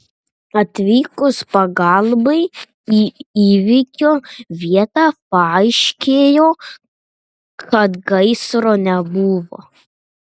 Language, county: Lithuanian, Panevėžys